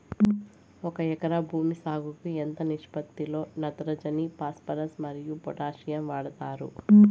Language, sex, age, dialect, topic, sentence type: Telugu, female, 18-24, Southern, agriculture, question